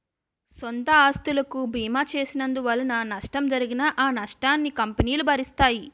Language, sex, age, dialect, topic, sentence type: Telugu, female, 25-30, Utterandhra, banking, statement